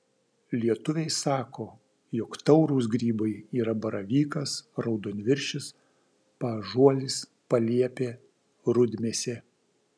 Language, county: Lithuanian, Vilnius